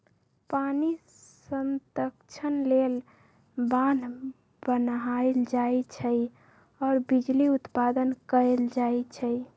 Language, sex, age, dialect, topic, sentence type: Magahi, female, 41-45, Western, agriculture, statement